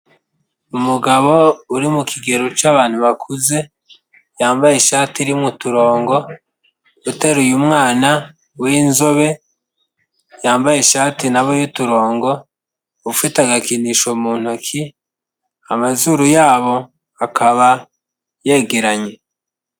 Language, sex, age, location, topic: Kinyarwanda, male, 25-35, Kigali, health